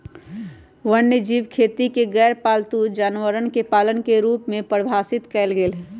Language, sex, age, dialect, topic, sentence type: Magahi, female, 18-24, Western, agriculture, statement